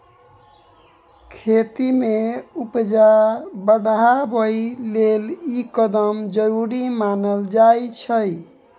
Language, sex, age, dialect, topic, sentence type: Maithili, male, 18-24, Bajjika, agriculture, statement